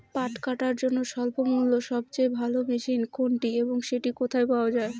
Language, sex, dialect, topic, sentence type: Bengali, female, Rajbangshi, agriculture, question